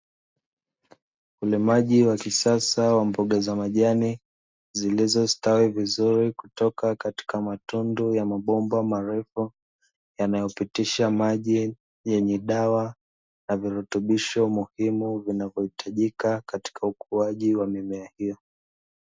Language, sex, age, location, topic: Swahili, male, 25-35, Dar es Salaam, agriculture